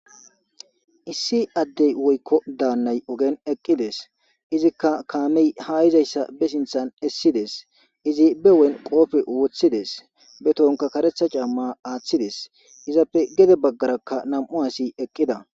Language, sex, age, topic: Gamo, male, 18-24, government